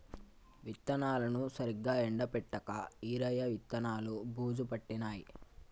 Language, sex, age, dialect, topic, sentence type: Telugu, male, 18-24, Telangana, agriculture, statement